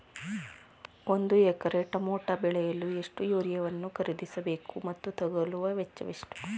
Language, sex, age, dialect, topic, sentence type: Kannada, female, 31-35, Mysore Kannada, agriculture, question